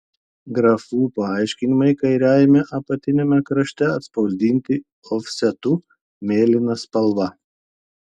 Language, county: Lithuanian, Telšiai